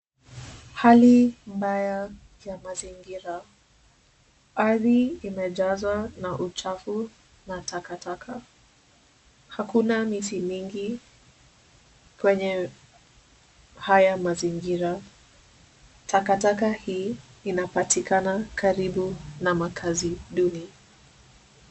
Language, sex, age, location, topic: Swahili, female, 18-24, Nairobi, government